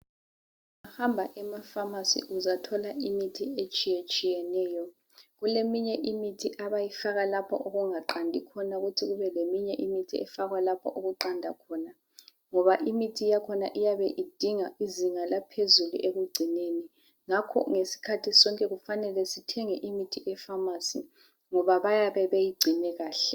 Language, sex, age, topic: North Ndebele, female, 50+, health